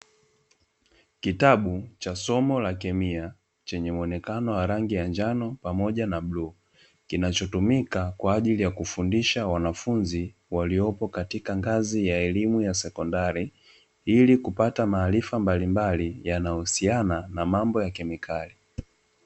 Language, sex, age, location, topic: Swahili, male, 25-35, Dar es Salaam, education